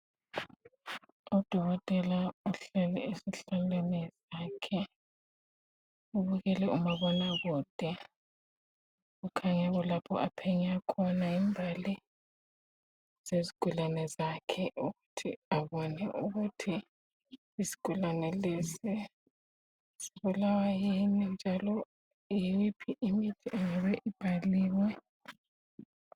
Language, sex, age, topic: North Ndebele, female, 25-35, health